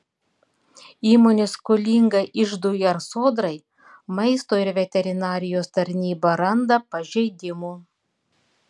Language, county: Lithuanian, Klaipėda